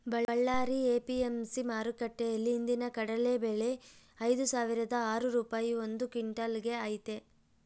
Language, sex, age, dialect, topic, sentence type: Kannada, female, 18-24, Central, agriculture, statement